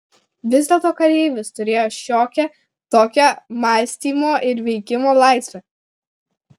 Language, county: Lithuanian, Klaipėda